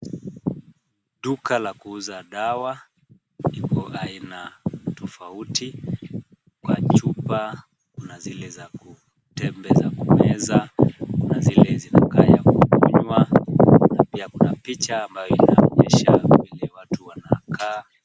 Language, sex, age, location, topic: Swahili, male, 36-49, Kisumu, health